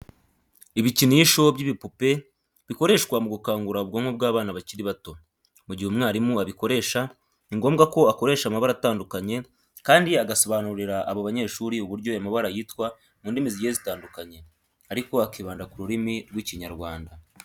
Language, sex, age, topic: Kinyarwanda, male, 18-24, education